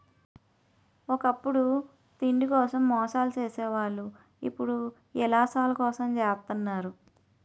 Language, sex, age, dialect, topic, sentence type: Telugu, female, 31-35, Utterandhra, banking, statement